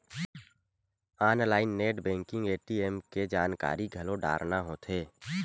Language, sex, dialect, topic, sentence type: Chhattisgarhi, male, Western/Budati/Khatahi, banking, statement